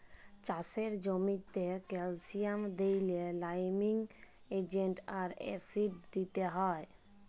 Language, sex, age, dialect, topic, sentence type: Bengali, female, 18-24, Jharkhandi, agriculture, statement